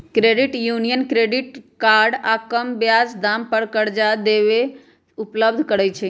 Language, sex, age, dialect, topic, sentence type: Magahi, female, 31-35, Western, banking, statement